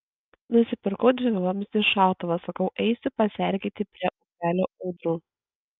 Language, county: Lithuanian, Kaunas